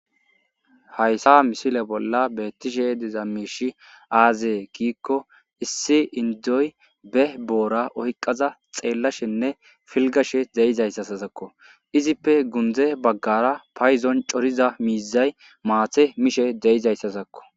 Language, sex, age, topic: Gamo, male, 25-35, agriculture